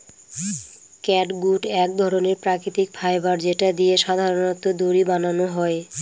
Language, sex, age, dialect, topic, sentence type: Bengali, female, 25-30, Northern/Varendri, agriculture, statement